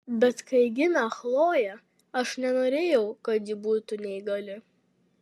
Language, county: Lithuanian, Kaunas